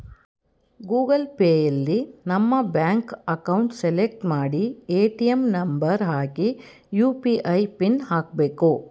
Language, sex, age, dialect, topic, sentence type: Kannada, female, 46-50, Mysore Kannada, banking, statement